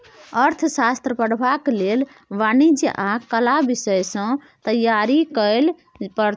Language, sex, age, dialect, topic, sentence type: Maithili, female, 18-24, Bajjika, banking, statement